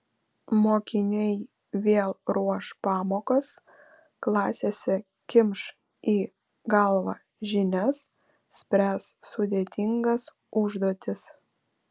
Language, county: Lithuanian, Vilnius